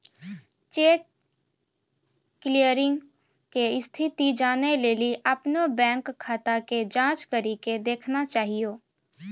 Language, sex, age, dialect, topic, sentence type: Maithili, female, 31-35, Angika, banking, statement